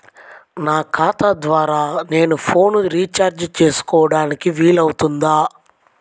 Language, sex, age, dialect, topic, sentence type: Telugu, male, 18-24, Central/Coastal, banking, question